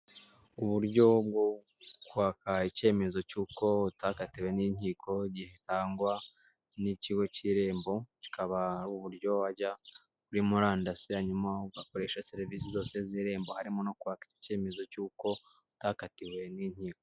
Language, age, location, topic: Kinyarwanda, 25-35, Kigali, government